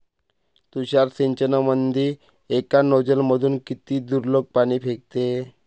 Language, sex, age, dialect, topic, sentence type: Marathi, male, 25-30, Varhadi, agriculture, question